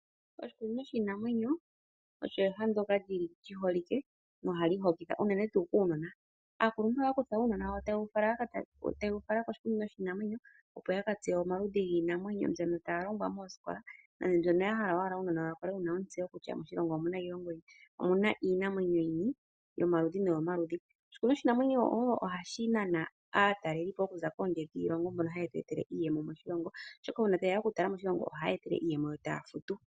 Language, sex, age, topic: Oshiwambo, female, 25-35, agriculture